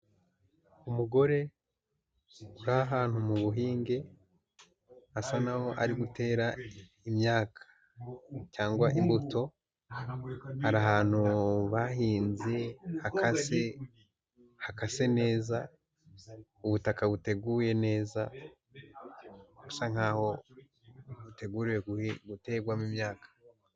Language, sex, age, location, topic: Kinyarwanda, male, 18-24, Huye, agriculture